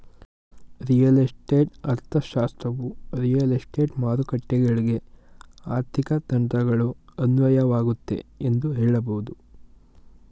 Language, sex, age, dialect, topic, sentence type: Kannada, male, 18-24, Mysore Kannada, banking, statement